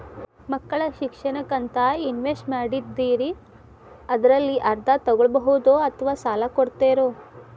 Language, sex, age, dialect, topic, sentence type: Kannada, female, 25-30, Dharwad Kannada, banking, question